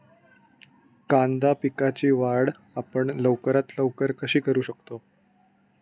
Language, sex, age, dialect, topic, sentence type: Marathi, male, 25-30, Standard Marathi, agriculture, question